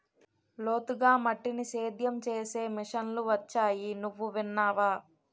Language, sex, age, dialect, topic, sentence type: Telugu, female, 18-24, Utterandhra, agriculture, statement